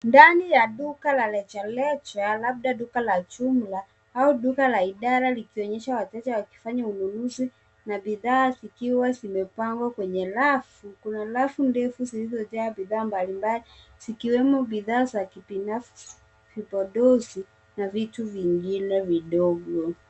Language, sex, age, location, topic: Swahili, female, 25-35, Nairobi, finance